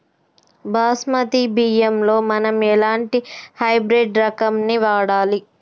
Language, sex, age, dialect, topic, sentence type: Telugu, female, 31-35, Telangana, agriculture, question